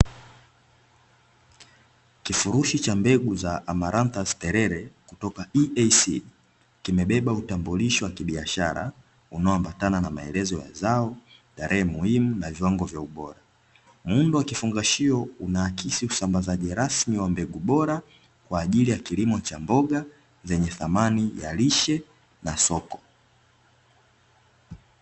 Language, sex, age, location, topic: Swahili, male, 18-24, Dar es Salaam, agriculture